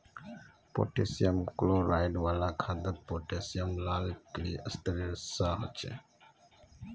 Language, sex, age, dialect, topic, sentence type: Magahi, male, 25-30, Northeastern/Surjapuri, agriculture, statement